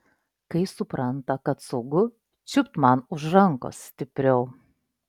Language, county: Lithuanian, Klaipėda